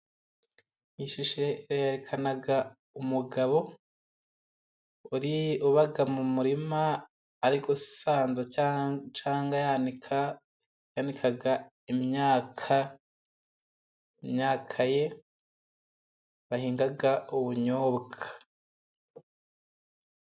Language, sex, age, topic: Kinyarwanda, male, 25-35, agriculture